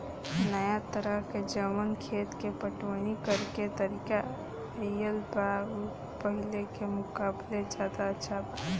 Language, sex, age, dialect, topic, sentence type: Bhojpuri, female, <18, Southern / Standard, agriculture, statement